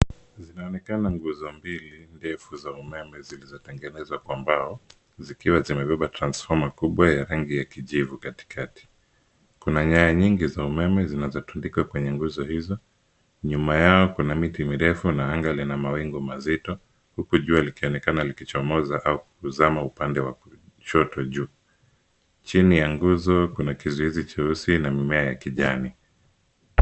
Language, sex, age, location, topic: Swahili, male, 25-35, Nairobi, government